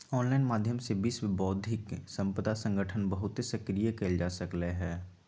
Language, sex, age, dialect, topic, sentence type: Magahi, male, 18-24, Western, banking, statement